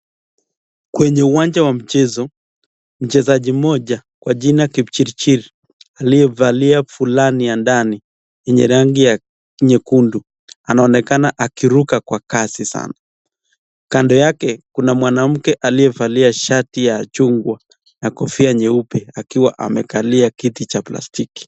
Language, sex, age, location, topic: Swahili, male, 25-35, Nakuru, government